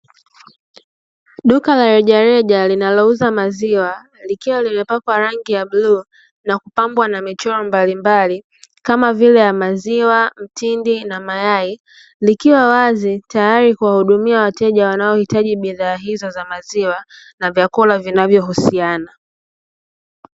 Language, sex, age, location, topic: Swahili, female, 25-35, Dar es Salaam, finance